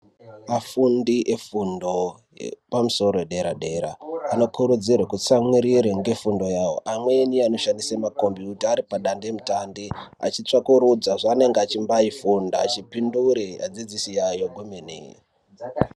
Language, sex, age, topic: Ndau, male, 18-24, education